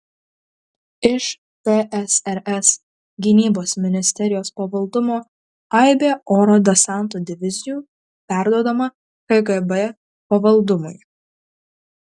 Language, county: Lithuanian, Kaunas